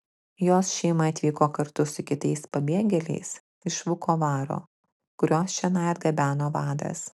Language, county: Lithuanian, Klaipėda